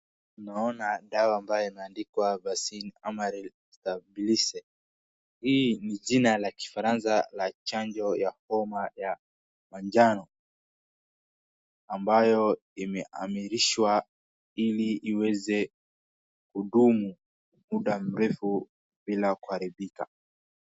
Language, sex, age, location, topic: Swahili, male, 18-24, Wajir, health